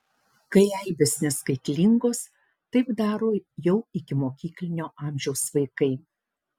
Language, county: Lithuanian, Panevėžys